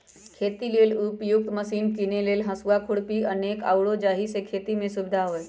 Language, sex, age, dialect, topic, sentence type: Magahi, female, 56-60, Western, agriculture, statement